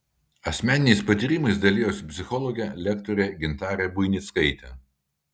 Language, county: Lithuanian, Kaunas